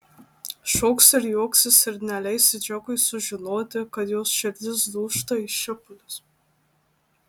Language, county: Lithuanian, Marijampolė